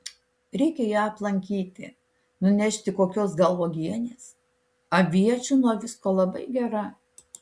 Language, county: Lithuanian, Alytus